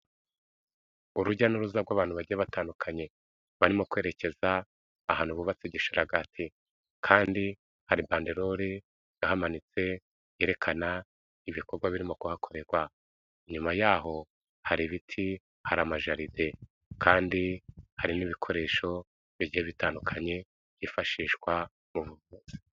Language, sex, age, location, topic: Kinyarwanda, male, 36-49, Kigali, health